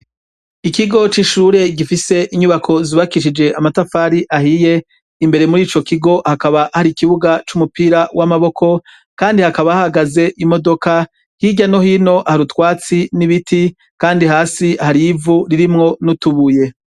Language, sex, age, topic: Rundi, male, 36-49, education